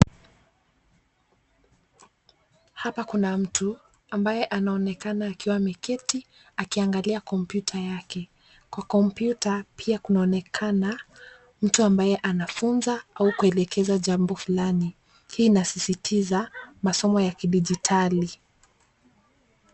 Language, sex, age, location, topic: Swahili, female, 25-35, Nairobi, education